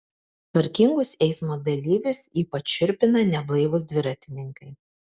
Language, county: Lithuanian, Kaunas